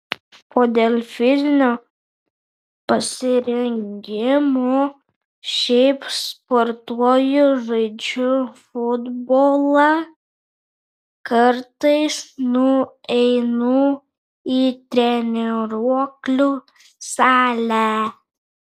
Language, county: Lithuanian, Kaunas